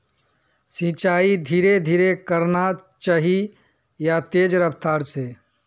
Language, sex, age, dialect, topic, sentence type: Magahi, male, 41-45, Northeastern/Surjapuri, agriculture, question